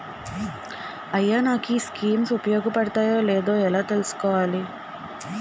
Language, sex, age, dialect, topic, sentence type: Telugu, female, 18-24, Utterandhra, banking, question